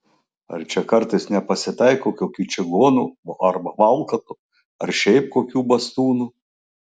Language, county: Lithuanian, Klaipėda